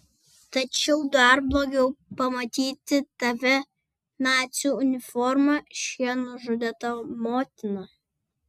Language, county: Lithuanian, Vilnius